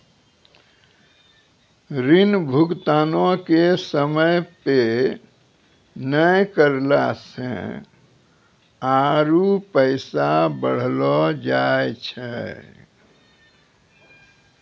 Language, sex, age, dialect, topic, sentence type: Maithili, male, 60-100, Angika, banking, statement